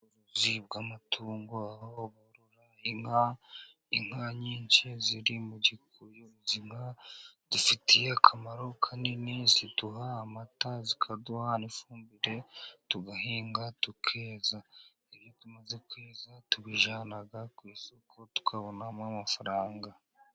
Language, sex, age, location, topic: Kinyarwanda, male, 50+, Musanze, agriculture